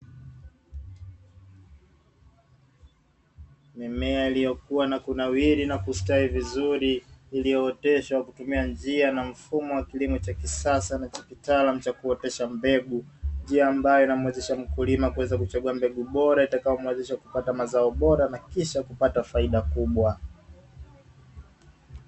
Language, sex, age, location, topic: Swahili, male, 25-35, Dar es Salaam, agriculture